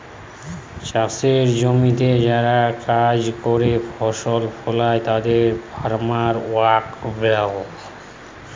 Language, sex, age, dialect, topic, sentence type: Bengali, male, 25-30, Jharkhandi, agriculture, statement